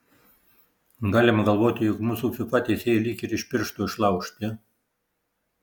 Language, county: Lithuanian, Marijampolė